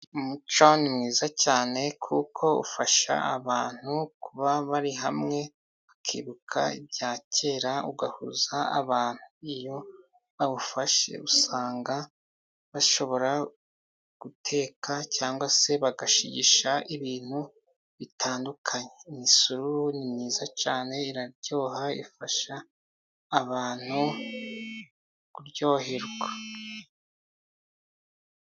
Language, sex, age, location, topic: Kinyarwanda, male, 25-35, Musanze, government